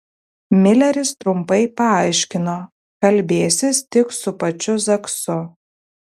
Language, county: Lithuanian, Telšiai